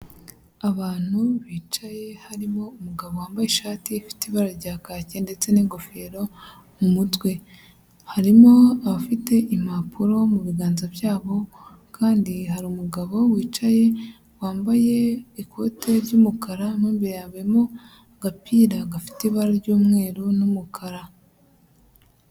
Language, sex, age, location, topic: Kinyarwanda, male, 50+, Huye, health